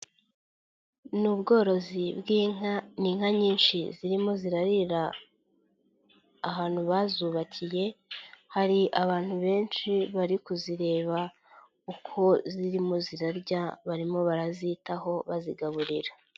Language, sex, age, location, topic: Kinyarwanda, male, 25-35, Nyagatare, agriculture